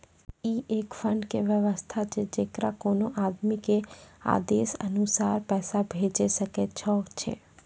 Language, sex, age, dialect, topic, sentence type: Maithili, female, 18-24, Angika, banking, question